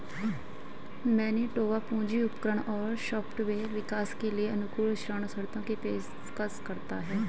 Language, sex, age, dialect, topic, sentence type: Hindi, female, 25-30, Hindustani Malvi Khadi Boli, banking, statement